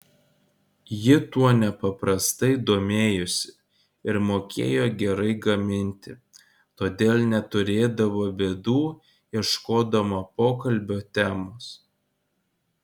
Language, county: Lithuanian, Kaunas